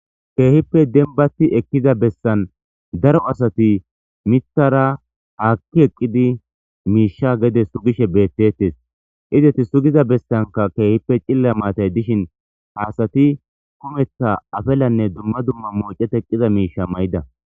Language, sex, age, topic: Gamo, male, 25-35, government